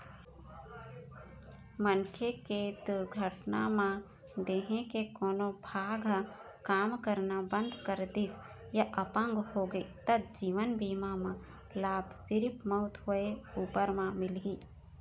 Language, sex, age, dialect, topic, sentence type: Chhattisgarhi, female, 31-35, Eastern, banking, statement